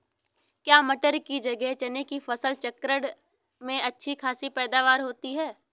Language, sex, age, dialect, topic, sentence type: Hindi, female, 18-24, Awadhi Bundeli, agriculture, question